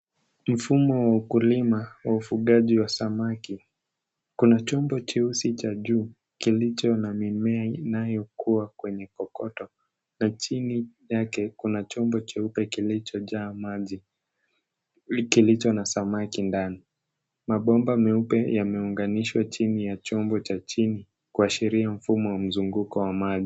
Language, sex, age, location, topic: Swahili, male, 18-24, Nairobi, agriculture